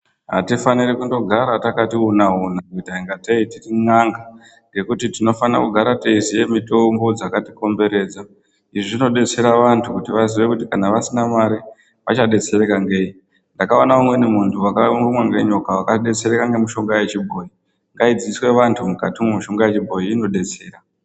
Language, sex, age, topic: Ndau, female, 36-49, health